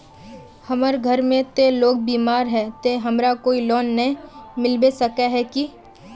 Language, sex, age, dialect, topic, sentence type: Magahi, female, 18-24, Northeastern/Surjapuri, banking, question